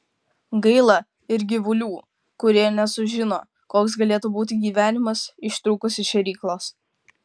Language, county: Lithuanian, Kaunas